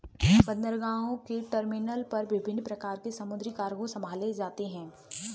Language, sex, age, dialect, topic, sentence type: Hindi, female, 18-24, Kanauji Braj Bhasha, banking, statement